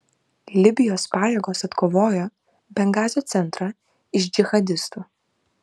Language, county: Lithuanian, Vilnius